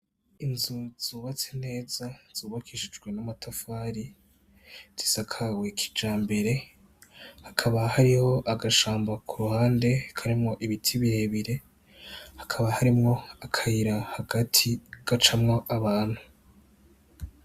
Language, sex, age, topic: Rundi, male, 18-24, agriculture